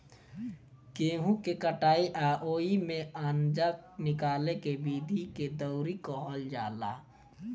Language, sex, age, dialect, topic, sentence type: Bhojpuri, male, 18-24, Southern / Standard, agriculture, statement